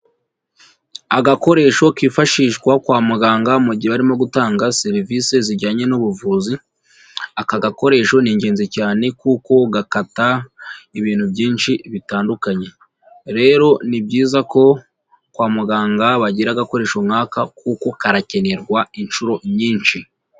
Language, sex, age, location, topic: Kinyarwanda, female, 36-49, Huye, health